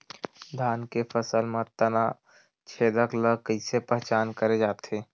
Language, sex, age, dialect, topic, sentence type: Chhattisgarhi, male, 18-24, Western/Budati/Khatahi, agriculture, question